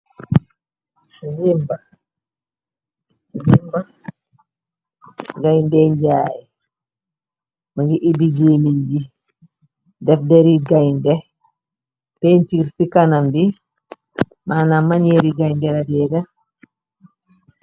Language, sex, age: Wolof, male, 18-24